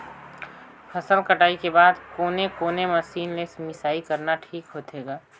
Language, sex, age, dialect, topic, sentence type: Chhattisgarhi, female, 25-30, Northern/Bhandar, agriculture, question